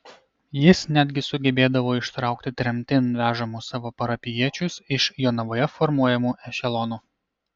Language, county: Lithuanian, Kaunas